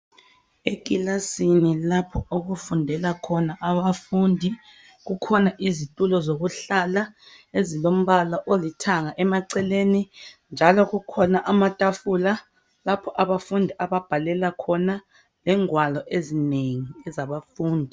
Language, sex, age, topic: North Ndebele, female, 25-35, education